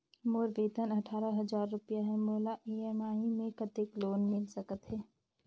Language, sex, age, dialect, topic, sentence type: Chhattisgarhi, female, 25-30, Northern/Bhandar, banking, question